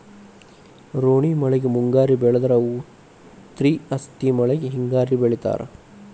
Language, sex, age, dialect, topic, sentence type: Kannada, male, 25-30, Dharwad Kannada, agriculture, statement